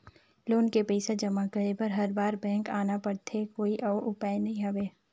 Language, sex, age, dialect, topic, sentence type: Chhattisgarhi, female, 18-24, Northern/Bhandar, banking, question